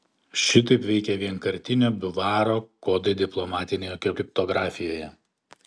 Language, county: Lithuanian, Panevėžys